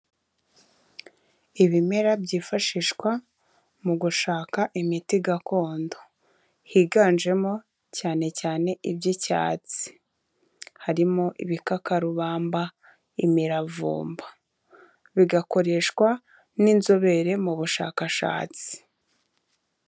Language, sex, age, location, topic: Kinyarwanda, female, 25-35, Kigali, health